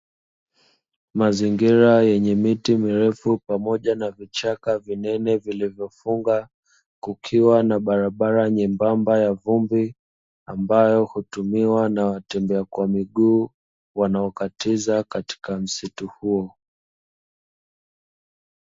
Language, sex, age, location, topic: Swahili, male, 25-35, Dar es Salaam, agriculture